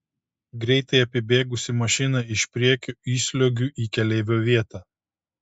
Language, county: Lithuanian, Telšiai